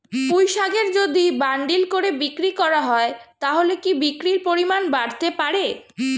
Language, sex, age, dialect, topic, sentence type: Bengali, female, 36-40, Standard Colloquial, agriculture, question